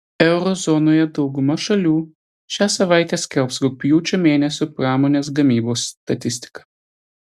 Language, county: Lithuanian, Telšiai